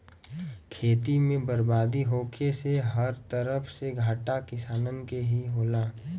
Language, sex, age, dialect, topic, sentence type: Bhojpuri, male, 18-24, Western, agriculture, statement